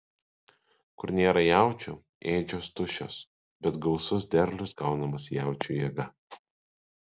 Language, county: Lithuanian, Kaunas